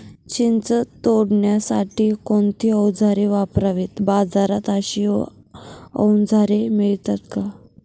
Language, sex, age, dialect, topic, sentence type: Marathi, female, 18-24, Northern Konkan, agriculture, question